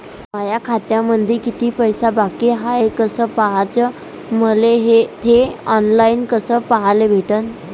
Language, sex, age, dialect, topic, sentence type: Marathi, female, 18-24, Varhadi, banking, question